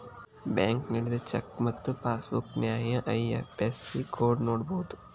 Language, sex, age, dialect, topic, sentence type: Kannada, male, 18-24, Dharwad Kannada, banking, statement